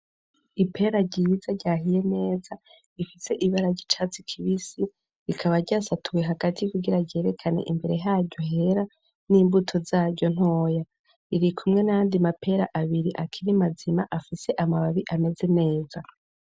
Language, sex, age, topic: Rundi, female, 18-24, agriculture